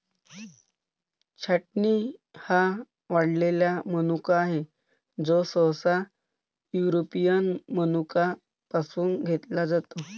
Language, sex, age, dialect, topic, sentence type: Marathi, male, 18-24, Varhadi, agriculture, statement